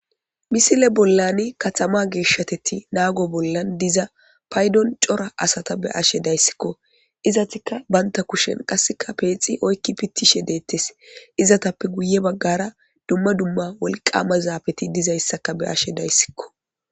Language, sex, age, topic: Gamo, male, 25-35, government